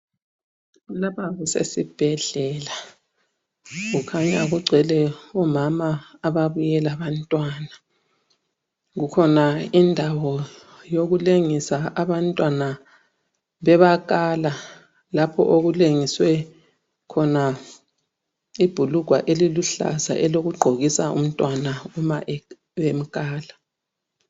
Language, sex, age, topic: North Ndebele, female, 50+, health